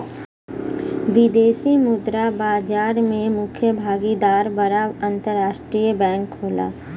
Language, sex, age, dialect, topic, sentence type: Bhojpuri, female, 25-30, Western, banking, statement